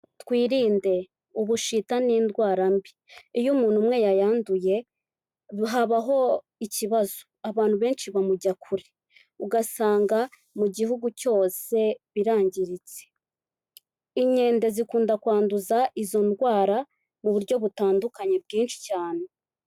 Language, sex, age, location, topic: Kinyarwanda, female, 18-24, Kigali, health